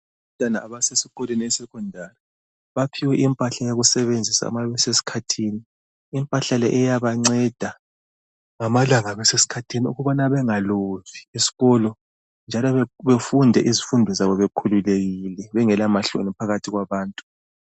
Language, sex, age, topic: North Ndebele, male, 36-49, health